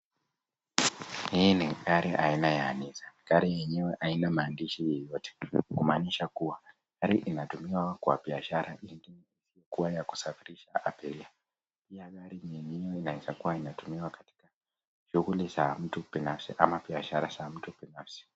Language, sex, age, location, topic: Swahili, male, 18-24, Nakuru, finance